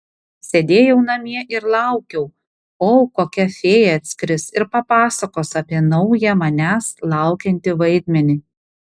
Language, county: Lithuanian, Panevėžys